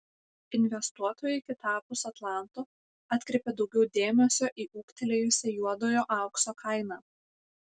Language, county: Lithuanian, Panevėžys